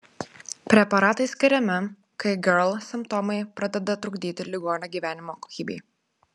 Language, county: Lithuanian, Klaipėda